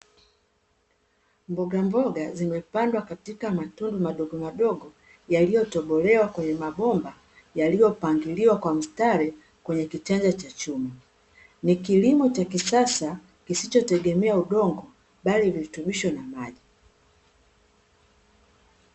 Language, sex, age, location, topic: Swahili, female, 36-49, Dar es Salaam, agriculture